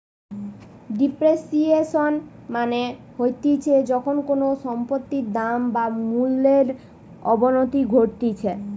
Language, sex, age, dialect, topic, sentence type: Bengali, female, 31-35, Western, banking, statement